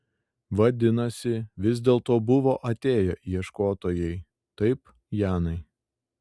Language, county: Lithuanian, Šiauliai